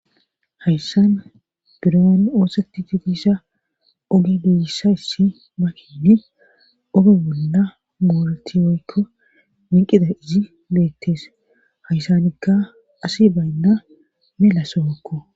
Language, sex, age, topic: Gamo, female, 36-49, government